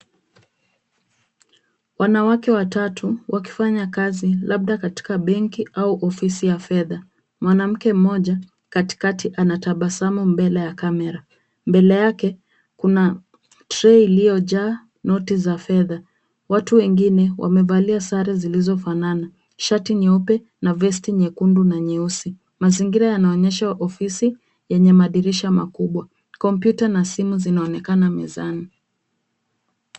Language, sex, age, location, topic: Swahili, female, 25-35, Kisumu, government